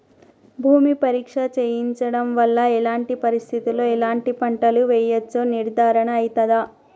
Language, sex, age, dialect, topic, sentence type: Telugu, female, 31-35, Telangana, agriculture, question